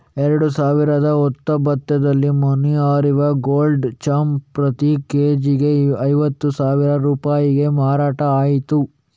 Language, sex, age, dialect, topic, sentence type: Kannada, male, 25-30, Coastal/Dakshin, agriculture, statement